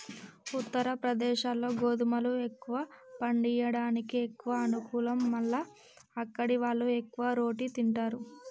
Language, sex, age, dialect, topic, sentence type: Telugu, female, 25-30, Telangana, agriculture, statement